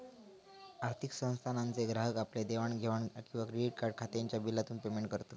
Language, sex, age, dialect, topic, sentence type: Marathi, male, 18-24, Southern Konkan, banking, statement